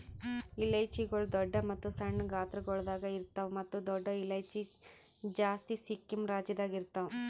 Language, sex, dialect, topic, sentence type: Kannada, female, Northeastern, agriculture, statement